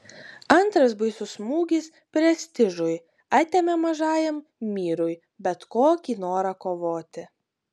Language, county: Lithuanian, Utena